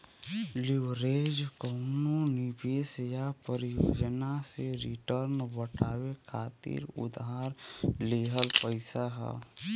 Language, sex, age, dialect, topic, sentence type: Bhojpuri, male, 18-24, Western, banking, statement